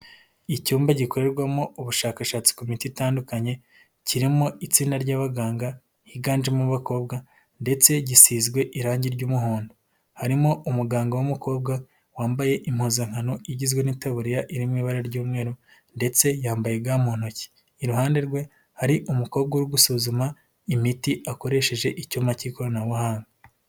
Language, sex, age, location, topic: Kinyarwanda, male, 18-24, Nyagatare, health